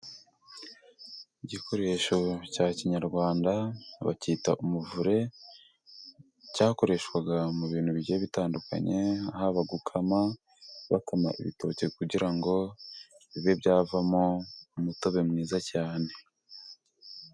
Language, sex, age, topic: Kinyarwanda, female, 18-24, government